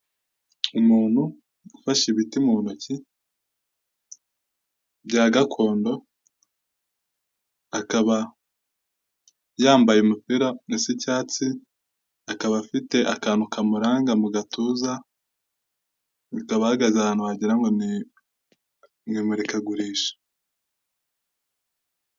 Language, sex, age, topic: Kinyarwanda, male, 18-24, health